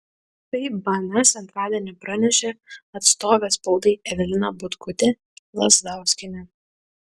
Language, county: Lithuanian, Klaipėda